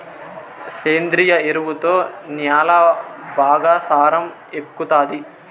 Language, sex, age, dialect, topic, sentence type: Telugu, male, 18-24, Southern, agriculture, statement